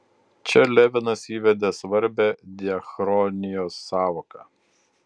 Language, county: Lithuanian, Utena